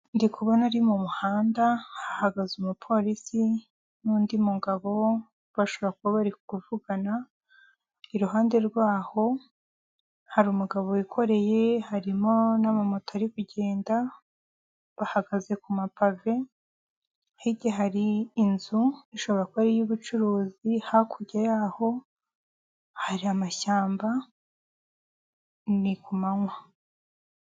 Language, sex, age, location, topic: Kinyarwanda, female, 18-24, Kigali, government